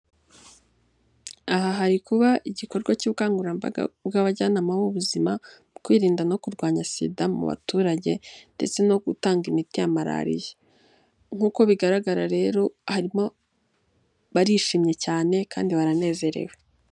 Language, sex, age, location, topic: Kinyarwanda, female, 18-24, Nyagatare, health